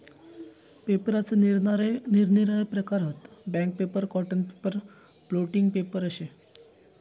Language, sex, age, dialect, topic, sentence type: Marathi, male, 18-24, Southern Konkan, agriculture, statement